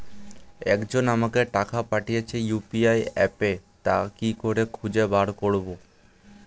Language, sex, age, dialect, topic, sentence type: Bengali, male, 18-24, Standard Colloquial, banking, question